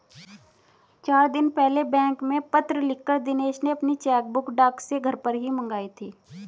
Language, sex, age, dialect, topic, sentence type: Hindi, female, 36-40, Hindustani Malvi Khadi Boli, banking, statement